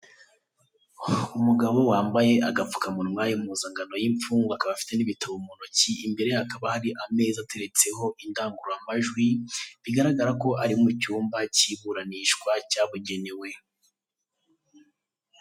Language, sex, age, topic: Kinyarwanda, male, 18-24, government